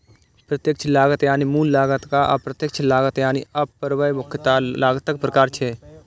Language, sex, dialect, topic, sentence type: Maithili, male, Eastern / Thethi, banking, statement